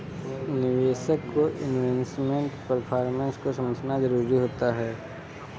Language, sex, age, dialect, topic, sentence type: Hindi, male, 18-24, Kanauji Braj Bhasha, banking, statement